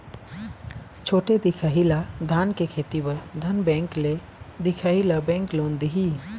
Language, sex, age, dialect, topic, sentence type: Chhattisgarhi, male, 18-24, Eastern, agriculture, question